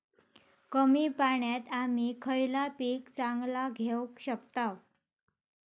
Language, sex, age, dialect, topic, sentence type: Marathi, female, 25-30, Southern Konkan, agriculture, question